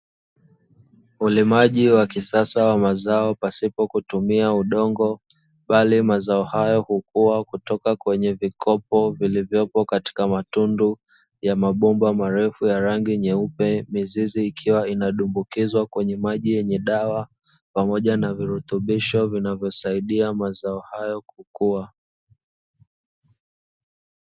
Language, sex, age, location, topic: Swahili, male, 25-35, Dar es Salaam, agriculture